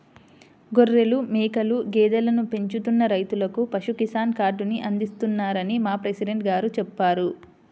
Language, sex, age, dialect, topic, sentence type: Telugu, female, 25-30, Central/Coastal, agriculture, statement